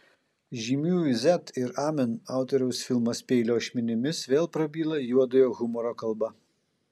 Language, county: Lithuanian, Kaunas